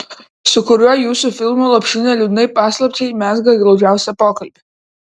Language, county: Lithuanian, Vilnius